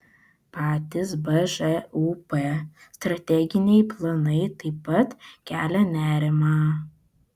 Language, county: Lithuanian, Vilnius